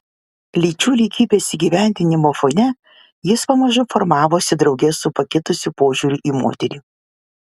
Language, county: Lithuanian, Vilnius